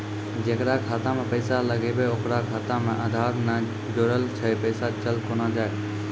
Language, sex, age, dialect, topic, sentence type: Maithili, male, 25-30, Angika, banking, question